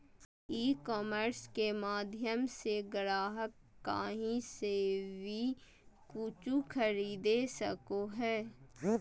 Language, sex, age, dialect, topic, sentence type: Magahi, female, 18-24, Southern, banking, statement